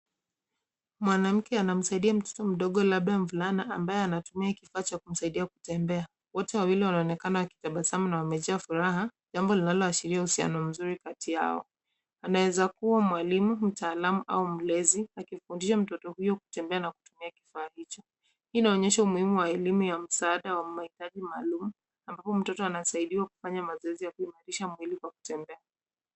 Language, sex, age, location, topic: Swahili, female, 25-35, Nairobi, education